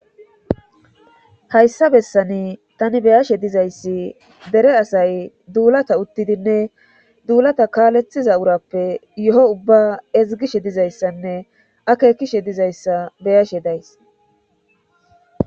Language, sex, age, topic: Gamo, female, 25-35, government